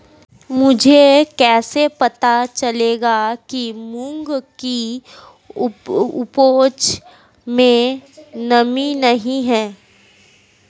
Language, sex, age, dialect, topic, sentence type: Hindi, female, 18-24, Marwari Dhudhari, agriculture, question